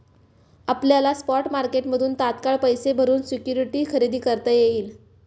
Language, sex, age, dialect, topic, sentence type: Marathi, female, 18-24, Standard Marathi, banking, statement